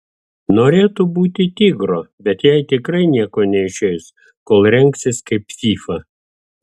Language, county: Lithuanian, Vilnius